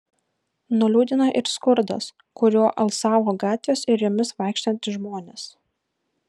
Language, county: Lithuanian, Kaunas